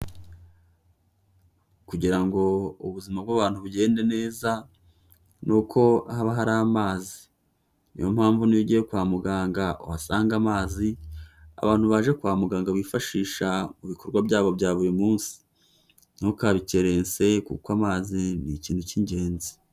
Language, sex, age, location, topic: Kinyarwanda, male, 18-24, Huye, health